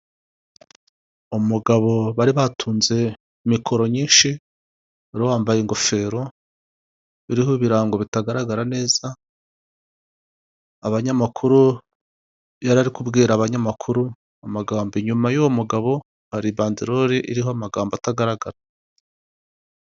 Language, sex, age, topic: Kinyarwanda, male, 50+, government